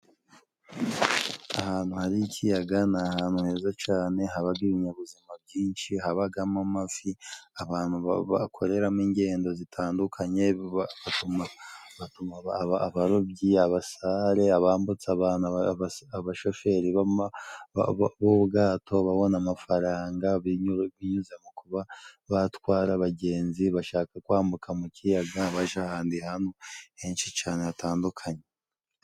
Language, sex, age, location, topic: Kinyarwanda, male, 25-35, Musanze, agriculture